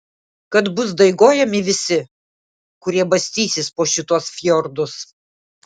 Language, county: Lithuanian, Klaipėda